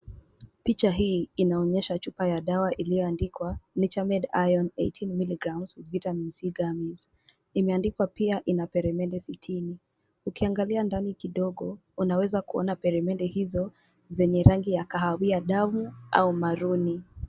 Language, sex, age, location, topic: Swahili, female, 18-24, Kisumu, health